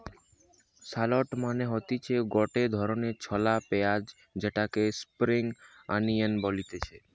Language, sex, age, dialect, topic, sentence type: Bengali, male, 18-24, Western, agriculture, statement